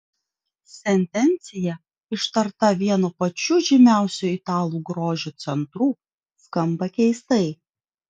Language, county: Lithuanian, Vilnius